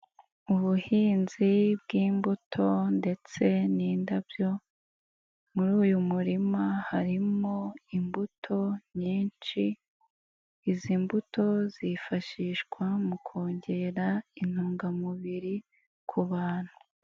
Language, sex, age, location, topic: Kinyarwanda, female, 18-24, Nyagatare, agriculture